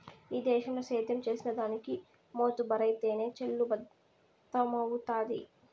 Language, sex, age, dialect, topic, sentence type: Telugu, female, 18-24, Southern, agriculture, statement